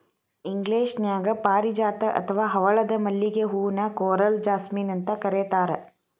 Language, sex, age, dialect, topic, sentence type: Kannada, female, 31-35, Dharwad Kannada, agriculture, statement